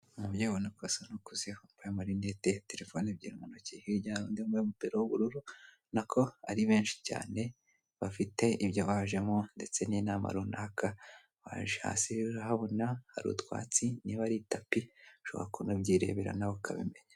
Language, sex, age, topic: Kinyarwanda, male, 25-35, government